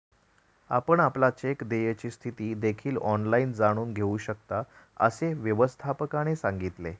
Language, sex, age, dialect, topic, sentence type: Marathi, male, 36-40, Standard Marathi, banking, statement